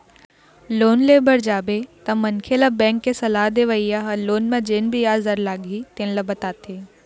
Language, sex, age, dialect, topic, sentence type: Chhattisgarhi, female, 18-24, Eastern, banking, statement